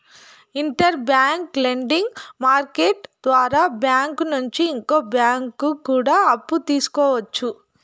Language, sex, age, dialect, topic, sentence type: Telugu, female, 41-45, Southern, banking, statement